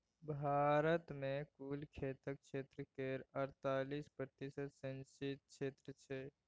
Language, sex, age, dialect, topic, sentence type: Maithili, male, 18-24, Bajjika, agriculture, statement